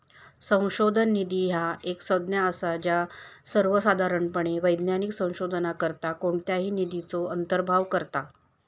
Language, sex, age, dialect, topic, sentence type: Marathi, female, 25-30, Southern Konkan, banking, statement